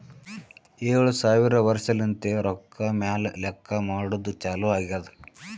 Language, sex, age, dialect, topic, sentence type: Kannada, male, 18-24, Northeastern, banking, statement